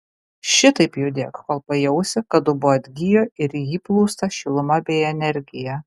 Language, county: Lithuanian, Kaunas